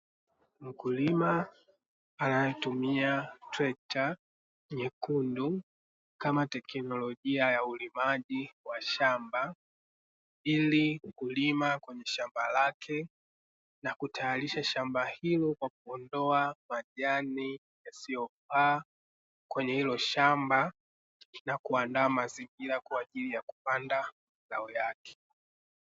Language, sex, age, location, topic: Swahili, male, 18-24, Dar es Salaam, agriculture